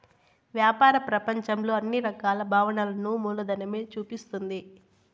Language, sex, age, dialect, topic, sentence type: Telugu, female, 18-24, Southern, banking, statement